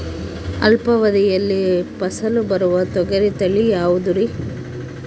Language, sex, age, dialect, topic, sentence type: Kannada, female, 31-35, Central, agriculture, question